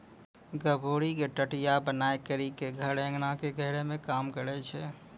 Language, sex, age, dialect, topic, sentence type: Maithili, male, 25-30, Angika, agriculture, statement